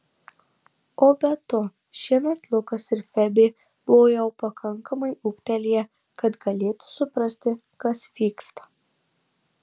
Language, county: Lithuanian, Marijampolė